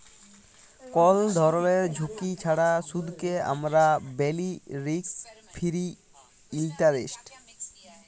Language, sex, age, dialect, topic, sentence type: Bengali, male, 18-24, Jharkhandi, banking, statement